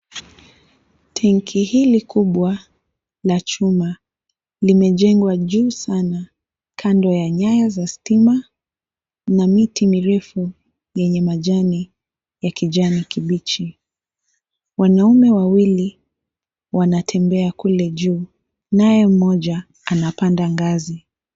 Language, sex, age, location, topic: Swahili, female, 18-24, Mombasa, health